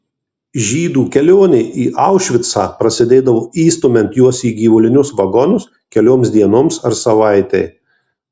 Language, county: Lithuanian, Marijampolė